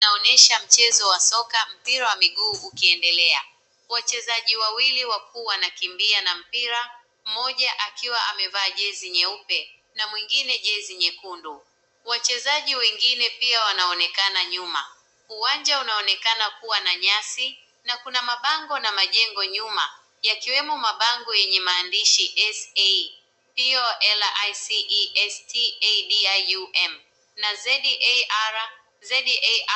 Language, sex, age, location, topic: Swahili, male, 18-24, Nakuru, government